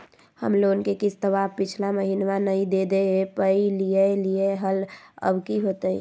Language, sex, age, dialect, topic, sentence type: Magahi, female, 60-100, Southern, banking, question